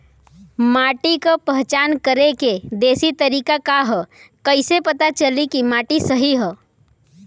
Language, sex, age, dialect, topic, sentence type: Bhojpuri, female, 18-24, Western, agriculture, question